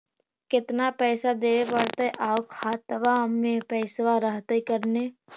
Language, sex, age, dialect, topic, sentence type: Magahi, female, 51-55, Central/Standard, banking, question